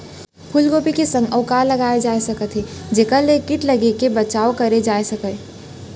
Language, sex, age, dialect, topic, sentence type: Chhattisgarhi, female, 41-45, Central, agriculture, question